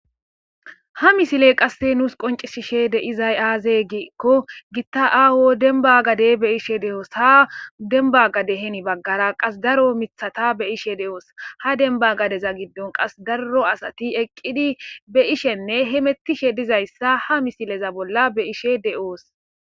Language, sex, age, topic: Gamo, female, 18-24, agriculture